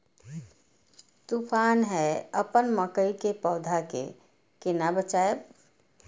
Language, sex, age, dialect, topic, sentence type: Maithili, female, 41-45, Eastern / Thethi, agriculture, question